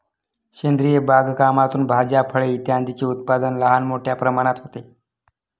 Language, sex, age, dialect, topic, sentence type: Marathi, male, 18-24, Standard Marathi, agriculture, statement